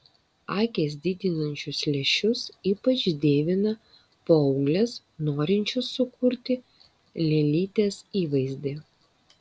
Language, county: Lithuanian, Vilnius